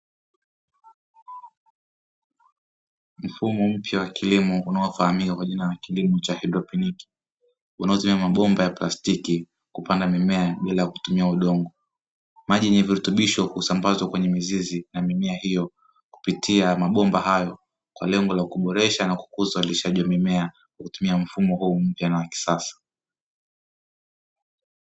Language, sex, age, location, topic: Swahili, male, 18-24, Dar es Salaam, agriculture